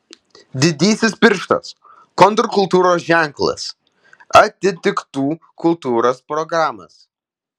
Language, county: Lithuanian, Vilnius